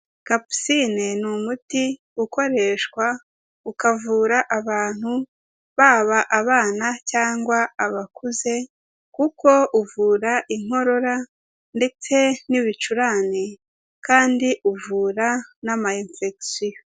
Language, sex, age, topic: Kinyarwanda, female, 50+, health